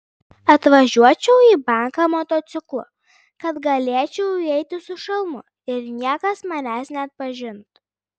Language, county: Lithuanian, Klaipėda